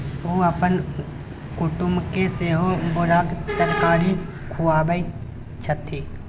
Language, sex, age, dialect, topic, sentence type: Maithili, male, 18-24, Bajjika, agriculture, statement